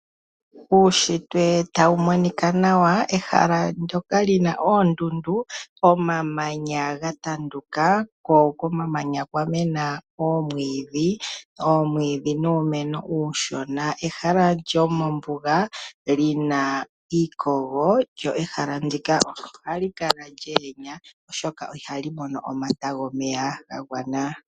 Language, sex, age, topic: Oshiwambo, female, 25-35, agriculture